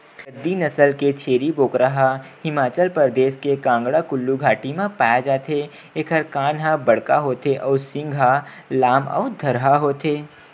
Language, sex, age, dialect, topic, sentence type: Chhattisgarhi, male, 18-24, Western/Budati/Khatahi, agriculture, statement